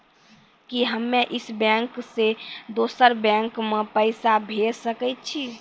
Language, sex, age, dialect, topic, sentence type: Maithili, female, 18-24, Angika, banking, question